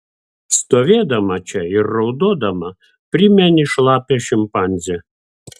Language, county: Lithuanian, Vilnius